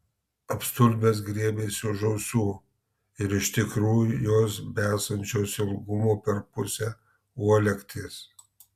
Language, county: Lithuanian, Marijampolė